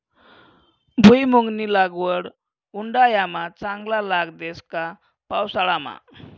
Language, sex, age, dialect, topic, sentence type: Marathi, male, 25-30, Northern Konkan, agriculture, statement